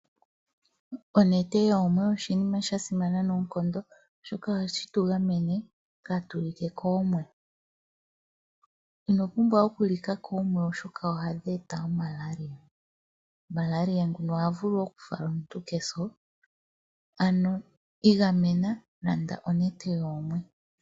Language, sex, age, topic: Oshiwambo, female, 25-35, finance